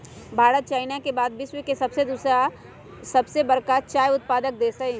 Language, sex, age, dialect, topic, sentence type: Magahi, male, 18-24, Western, agriculture, statement